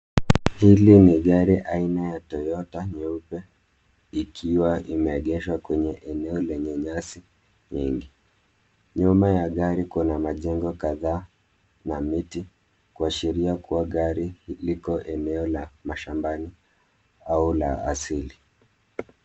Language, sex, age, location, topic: Swahili, male, 25-35, Nairobi, finance